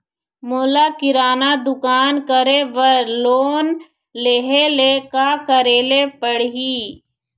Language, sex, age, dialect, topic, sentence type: Chhattisgarhi, female, 41-45, Eastern, banking, question